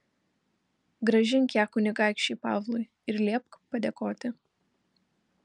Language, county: Lithuanian, Kaunas